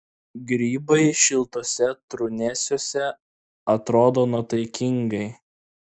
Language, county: Lithuanian, Klaipėda